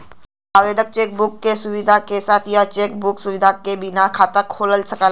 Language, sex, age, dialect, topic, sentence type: Bhojpuri, male, <18, Western, banking, statement